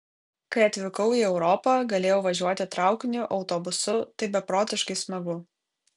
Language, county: Lithuanian, Kaunas